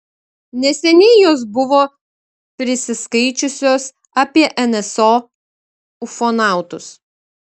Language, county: Lithuanian, Kaunas